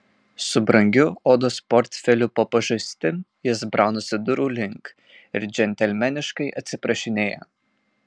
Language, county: Lithuanian, Marijampolė